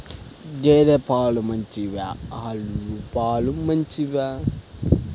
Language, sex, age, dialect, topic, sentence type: Telugu, male, 18-24, Central/Coastal, agriculture, question